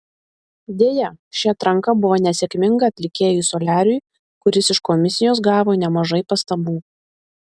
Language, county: Lithuanian, Vilnius